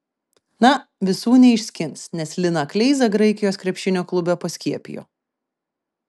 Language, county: Lithuanian, Vilnius